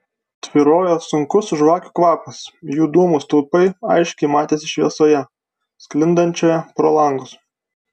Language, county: Lithuanian, Vilnius